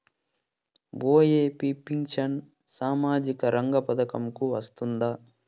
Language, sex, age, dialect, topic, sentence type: Telugu, male, 41-45, Southern, banking, question